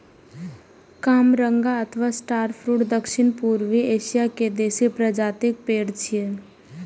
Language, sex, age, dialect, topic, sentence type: Maithili, female, 18-24, Eastern / Thethi, agriculture, statement